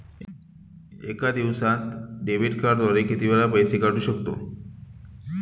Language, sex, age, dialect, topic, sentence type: Marathi, male, 25-30, Standard Marathi, banking, question